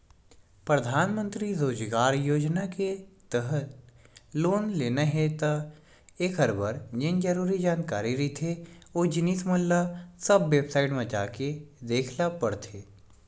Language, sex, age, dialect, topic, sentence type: Chhattisgarhi, male, 18-24, Western/Budati/Khatahi, banking, statement